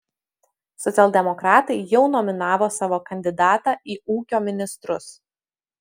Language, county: Lithuanian, Utena